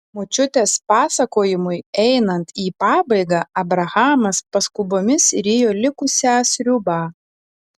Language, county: Lithuanian, Telšiai